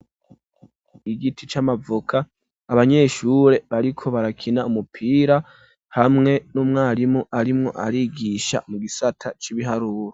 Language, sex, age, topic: Rundi, male, 18-24, education